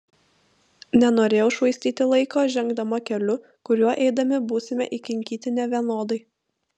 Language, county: Lithuanian, Vilnius